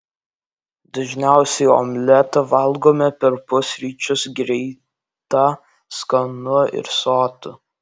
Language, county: Lithuanian, Alytus